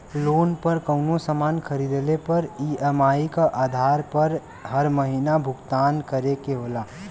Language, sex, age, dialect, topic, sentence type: Bhojpuri, male, 18-24, Western, banking, statement